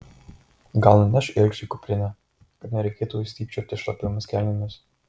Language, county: Lithuanian, Marijampolė